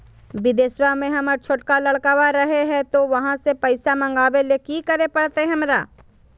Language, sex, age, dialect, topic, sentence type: Magahi, female, 31-35, Southern, banking, question